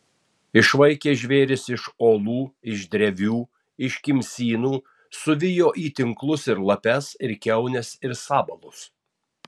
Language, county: Lithuanian, Tauragė